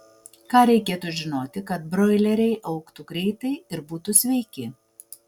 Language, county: Lithuanian, Vilnius